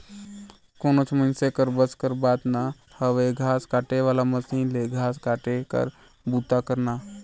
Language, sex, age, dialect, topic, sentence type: Chhattisgarhi, male, 18-24, Northern/Bhandar, agriculture, statement